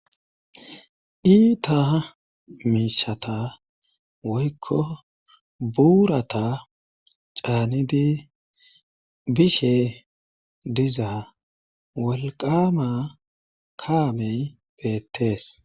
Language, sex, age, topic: Gamo, male, 36-49, government